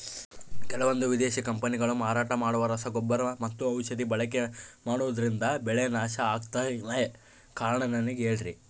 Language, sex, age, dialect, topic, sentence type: Kannada, male, 18-24, Central, agriculture, question